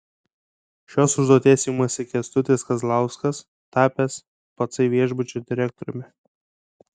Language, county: Lithuanian, Kaunas